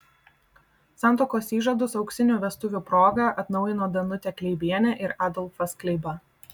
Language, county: Lithuanian, Vilnius